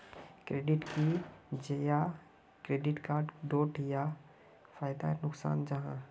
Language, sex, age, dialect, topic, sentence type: Magahi, male, 31-35, Northeastern/Surjapuri, banking, question